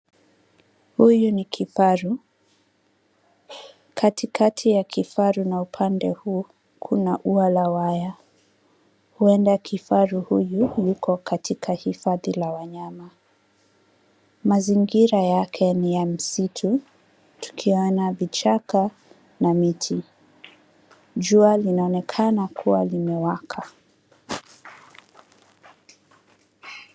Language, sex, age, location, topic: Swahili, female, 25-35, Nairobi, government